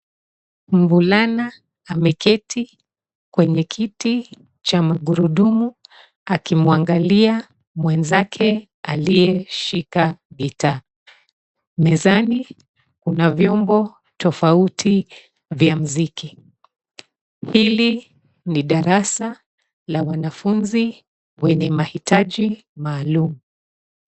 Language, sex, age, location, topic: Swahili, female, 36-49, Nairobi, education